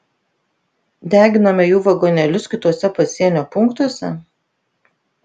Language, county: Lithuanian, Vilnius